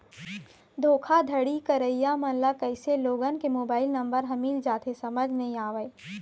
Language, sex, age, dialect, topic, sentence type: Chhattisgarhi, female, 25-30, Eastern, banking, statement